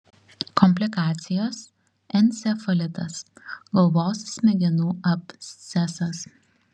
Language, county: Lithuanian, Šiauliai